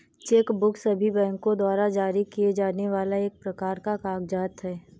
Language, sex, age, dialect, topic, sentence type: Hindi, female, 18-24, Awadhi Bundeli, banking, statement